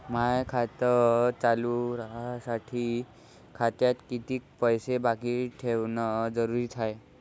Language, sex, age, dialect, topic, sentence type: Marathi, male, 25-30, Varhadi, banking, question